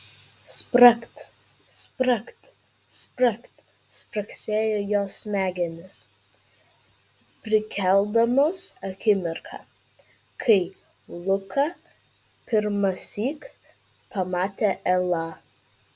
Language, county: Lithuanian, Vilnius